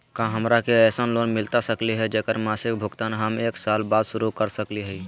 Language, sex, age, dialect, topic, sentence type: Magahi, male, 36-40, Southern, banking, question